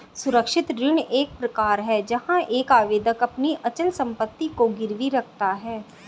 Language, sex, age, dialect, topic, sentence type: Hindi, female, 36-40, Hindustani Malvi Khadi Boli, banking, statement